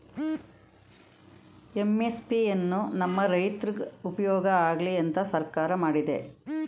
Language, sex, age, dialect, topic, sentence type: Kannada, female, 56-60, Mysore Kannada, agriculture, statement